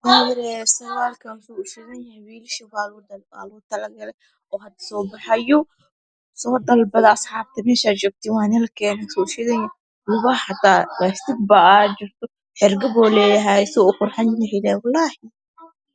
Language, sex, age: Somali, male, 18-24